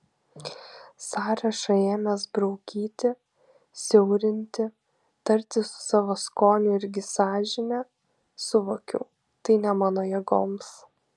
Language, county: Lithuanian, Kaunas